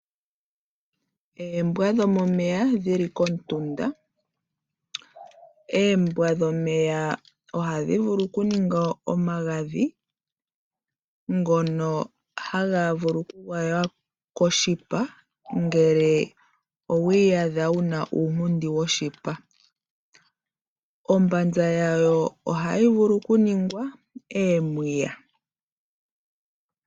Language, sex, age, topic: Oshiwambo, female, 25-35, agriculture